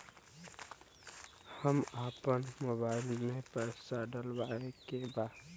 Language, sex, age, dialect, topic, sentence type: Bhojpuri, male, <18, Western, banking, question